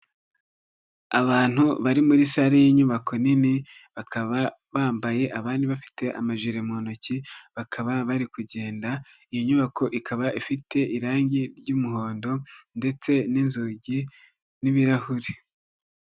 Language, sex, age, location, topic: Kinyarwanda, male, 25-35, Nyagatare, education